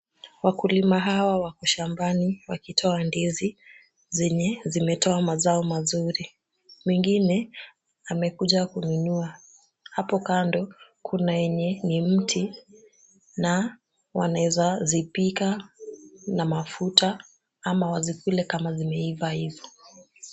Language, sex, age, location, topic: Swahili, female, 18-24, Kisumu, agriculture